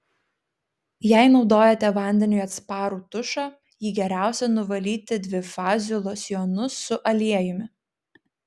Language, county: Lithuanian, Klaipėda